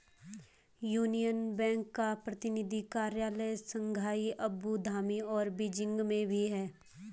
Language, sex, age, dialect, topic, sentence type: Hindi, female, 18-24, Garhwali, banking, statement